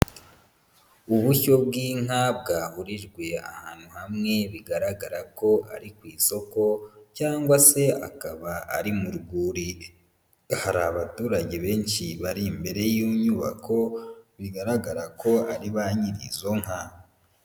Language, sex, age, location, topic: Kinyarwanda, male, 25-35, Huye, agriculture